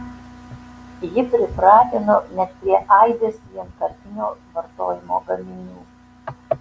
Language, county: Lithuanian, Tauragė